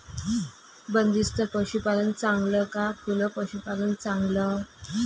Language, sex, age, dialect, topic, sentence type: Marathi, female, 25-30, Varhadi, agriculture, question